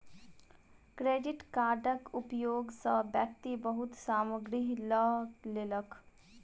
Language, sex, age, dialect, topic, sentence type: Maithili, female, 18-24, Southern/Standard, banking, statement